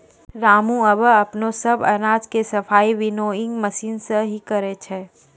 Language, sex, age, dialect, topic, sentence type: Maithili, female, 18-24, Angika, agriculture, statement